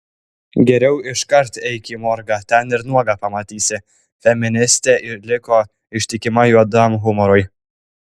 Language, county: Lithuanian, Klaipėda